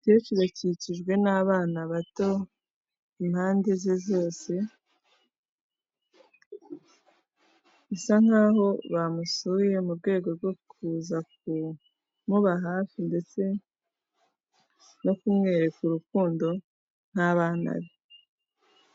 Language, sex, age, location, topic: Kinyarwanda, female, 18-24, Kigali, health